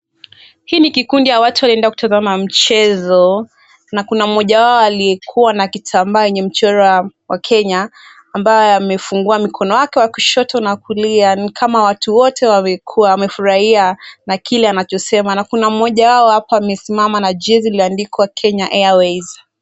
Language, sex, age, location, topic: Swahili, female, 18-24, Nakuru, government